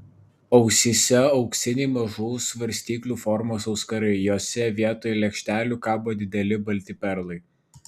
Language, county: Lithuanian, Vilnius